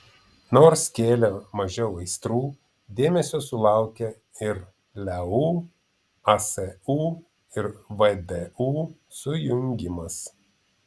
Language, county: Lithuanian, Vilnius